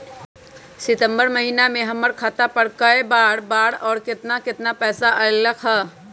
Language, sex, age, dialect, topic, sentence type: Magahi, female, 25-30, Western, banking, question